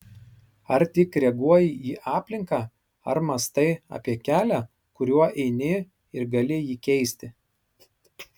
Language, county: Lithuanian, Marijampolė